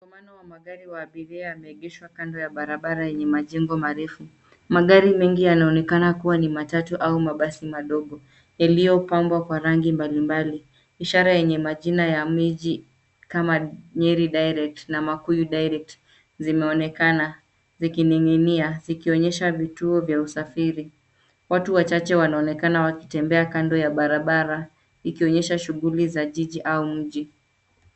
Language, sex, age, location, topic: Swahili, female, 36-49, Nairobi, government